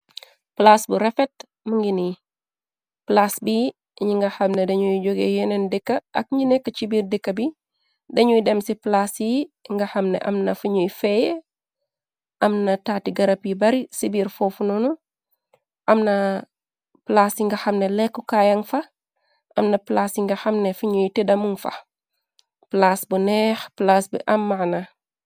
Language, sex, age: Wolof, female, 36-49